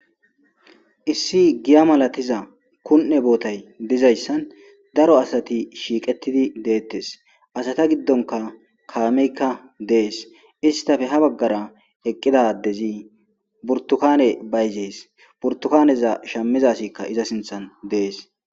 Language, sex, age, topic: Gamo, male, 25-35, agriculture